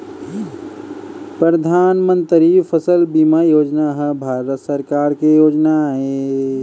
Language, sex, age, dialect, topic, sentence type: Chhattisgarhi, male, 18-24, Eastern, banking, statement